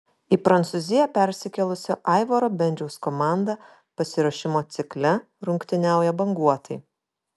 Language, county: Lithuanian, Kaunas